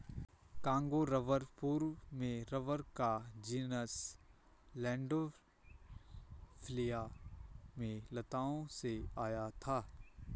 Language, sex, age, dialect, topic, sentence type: Hindi, male, 25-30, Garhwali, agriculture, statement